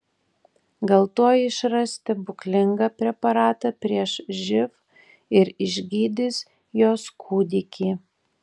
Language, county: Lithuanian, Tauragė